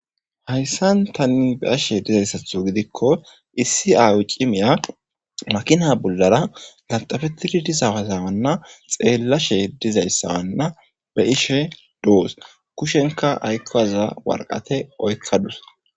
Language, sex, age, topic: Gamo, female, 18-24, government